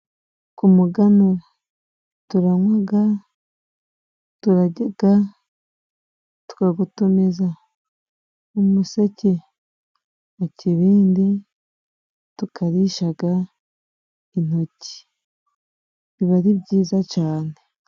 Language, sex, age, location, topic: Kinyarwanda, female, 25-35, Musanze, government